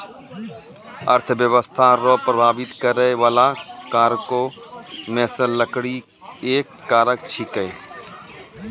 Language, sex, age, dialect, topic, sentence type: Maithili, male, 46-50, Angika, agriculture, statement